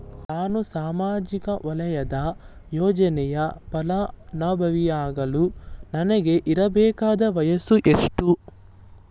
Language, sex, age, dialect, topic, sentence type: Kannada, male, 18-24, Mysore Kannada, banking, question